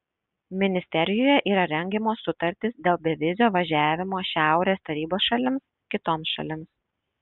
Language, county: Lithuanian, Šiauliai